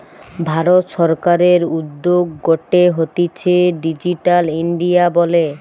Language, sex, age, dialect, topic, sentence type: Bengali, female, 18-24, Western, banking, statement